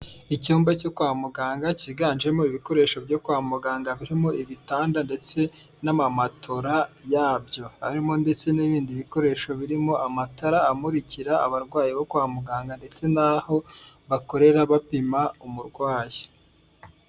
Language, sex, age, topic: Kinyarwanda, female, 18-24, health